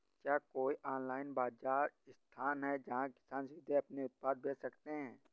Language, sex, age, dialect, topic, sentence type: Hindi, male, 31-35, Awadhi Bundeli, agriculture, statement